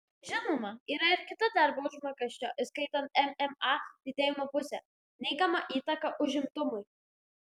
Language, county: Lithuanian, Klaipėda